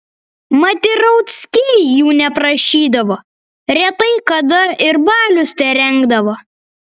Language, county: Lithuanian, Vilnius